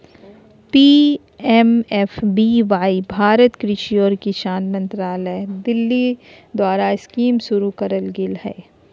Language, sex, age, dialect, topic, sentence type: Magahi, female, 36-40, Southern, agriculture, statement